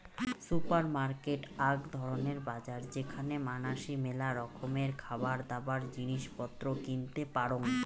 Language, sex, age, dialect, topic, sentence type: Bengali, female, 18-24, Rajbangshi, agriculture, statement